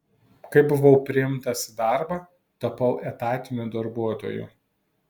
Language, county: Lithuanian, Vilnius